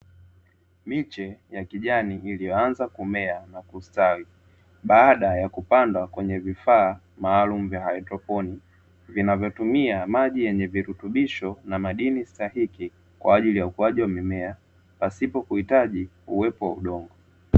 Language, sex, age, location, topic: Swahili, male, 25-35, Dar es Salaam, agriculture